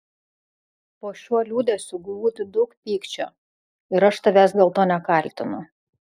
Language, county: Lithuanian, Vilnius